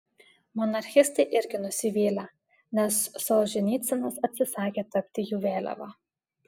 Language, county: Lithuanian, Alytus